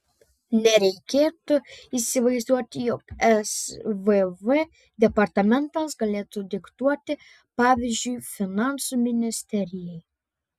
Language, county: Lithuanian, Panevėžys